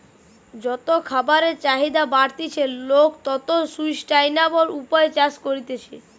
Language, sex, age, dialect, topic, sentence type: Bengali, male, 25-30, Western, agriculture, statement